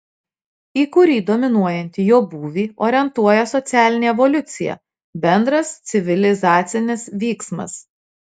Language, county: Lithuanian, Marijampolė